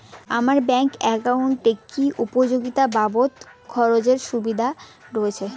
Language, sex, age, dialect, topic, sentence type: Bengali, female, 18-24, Rajbangshi, banking, question